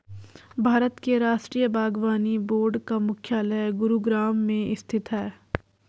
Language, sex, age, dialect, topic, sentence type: Hindi, female, 46-50, Garhwali, agriculture, statement